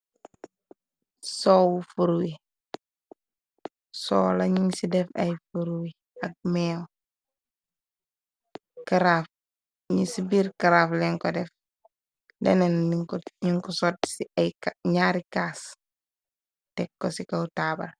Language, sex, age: Wolof, female, 18-24